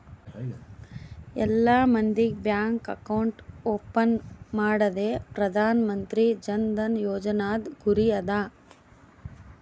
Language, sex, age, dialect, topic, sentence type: Kannada, female, 25-30, Northeastern, banking, statement